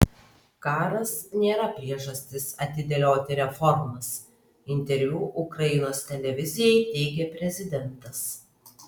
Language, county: Lithuanian, Kaunas